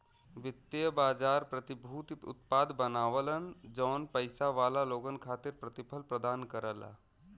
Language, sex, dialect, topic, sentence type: Bhojpuri, male, Western, banking, statement